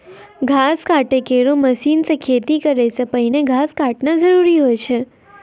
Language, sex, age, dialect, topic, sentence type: Maithili, female, 56-60, Angika, agriculture, statement